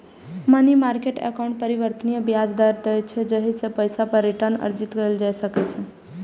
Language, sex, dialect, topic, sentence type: Maithili, female, Eastern / Thethi, banking, statement